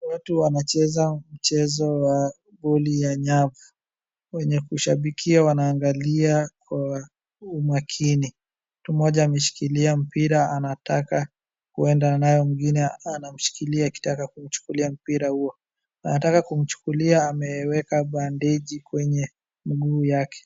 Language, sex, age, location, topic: Swahili, male, 18-24, Wajir, government